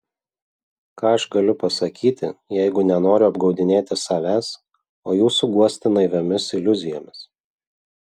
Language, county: Lithuanian, Vilnius